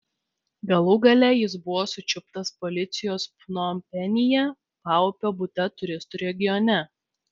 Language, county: Lithuanian, Vilnius